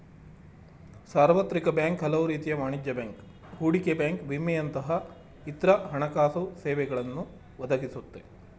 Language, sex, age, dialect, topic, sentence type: Kannada, male, 36-40, Mysore Kannada, banking, statement